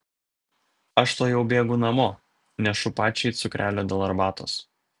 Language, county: Lithuanian, Vilnius